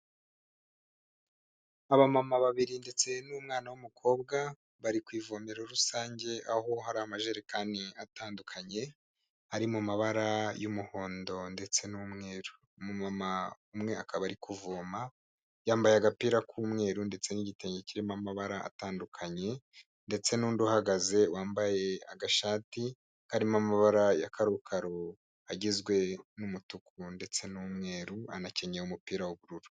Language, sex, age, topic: Kinyarwanda, male, 25-35, health